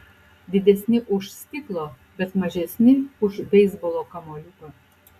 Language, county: Lithuanian, Utena